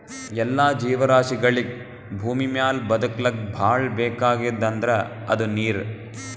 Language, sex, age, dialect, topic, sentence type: Kannada, male, 18-24, Northeastern, agriculture, statement